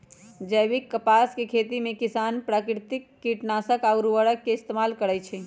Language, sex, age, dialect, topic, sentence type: Magahi, female, 31-35, Western, agriculture, statement